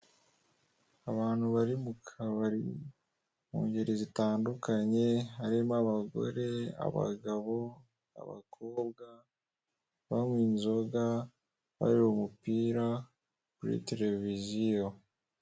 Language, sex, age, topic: Kinyarwanda, male, 18-24, finance